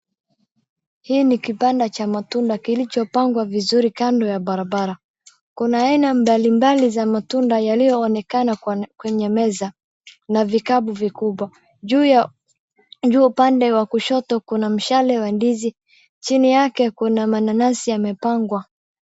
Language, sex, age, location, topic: Swahili, female, 18-24, Wajir, finance